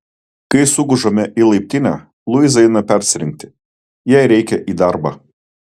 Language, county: Lithuanian, Kaunas